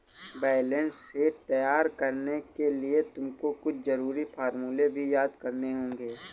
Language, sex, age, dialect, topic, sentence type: Hindi, male, 18-24, Awadhi Bundeli, banking, statement